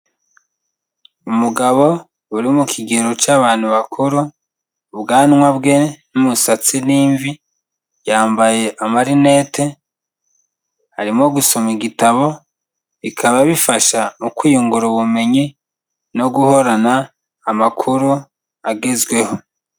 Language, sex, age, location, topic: Kinyarwanda, male, 25-35, Kigali, health